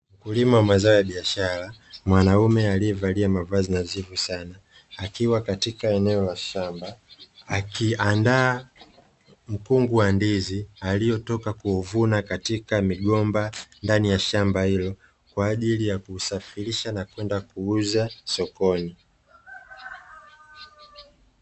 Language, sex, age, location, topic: Swahili, male, 25-35, Dar es Salaam, agriculture